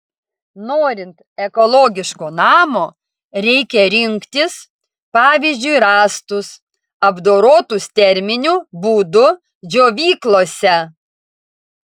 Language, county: Lithuanian, Vilnius